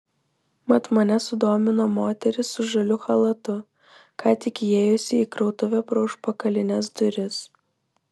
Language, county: Lithuanian, Vilnius